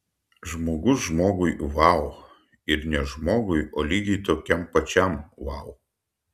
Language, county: Lithuanian, Utena